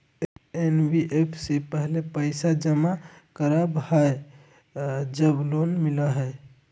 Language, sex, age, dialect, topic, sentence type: Magahi, male, 60-100, Western, banking, question